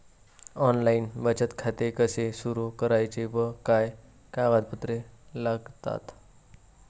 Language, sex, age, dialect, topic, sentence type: Marathi, male, 18-24, Standard Marathi, banking, question